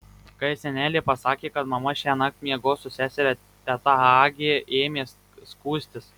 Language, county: Lithuanian, Marijampolė